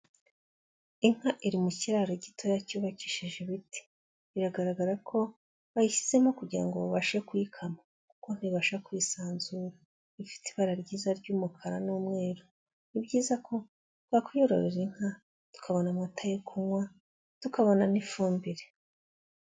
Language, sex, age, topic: Kinyarwanda, female, 25-35, agriculture